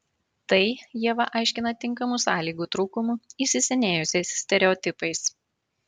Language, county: Lithuanian, Marijampolė